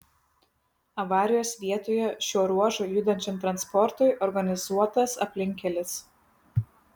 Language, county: Lithuanian, Kaunas